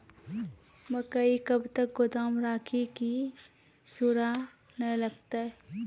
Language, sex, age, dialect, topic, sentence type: Maithili, female, 25-30, Angika, agriculture, question